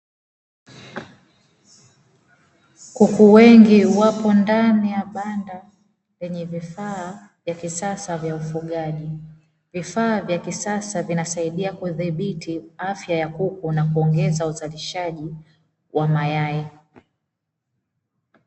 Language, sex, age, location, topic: Swahili, female, 25-35, Dar es Salaam, agriculture